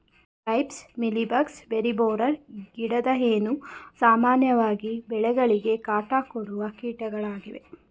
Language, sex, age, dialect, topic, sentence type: Kannada, female, 31-35, Mysore Kannada, agriculture, statement